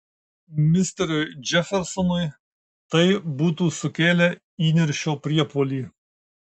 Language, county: Lithuanian, Marijampolė